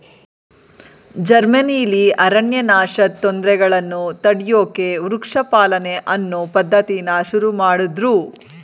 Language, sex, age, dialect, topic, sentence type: Kannada, female, 36-40, Mysore Kannada, agriculture, statement